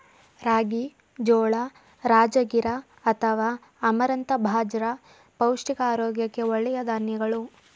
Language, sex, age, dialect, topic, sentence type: Kannada, male, 18-24, Mysore Kannada, agriculture, statement